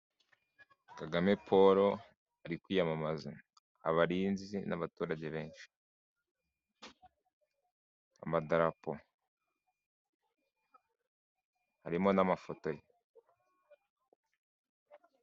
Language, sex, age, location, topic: Kinyarwanda, male, 18-24, Kigali, government